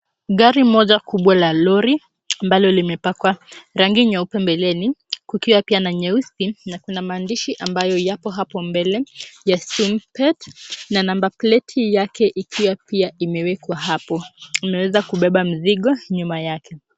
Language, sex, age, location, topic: Swahili, female, 18-24, Mombasa, government